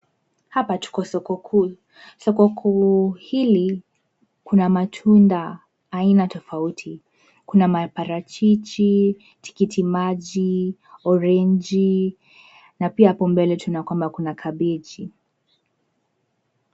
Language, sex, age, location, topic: Swahili, female, 18-24, Nairobi, finance